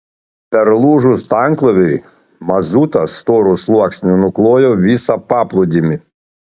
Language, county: Lithuanian, Panevėžys